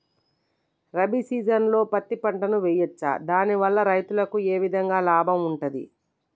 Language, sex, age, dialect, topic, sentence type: Telugu, male, 31-35, Telangana, agriculture, question